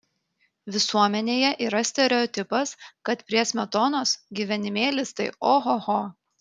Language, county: Lithuanian, Kaunas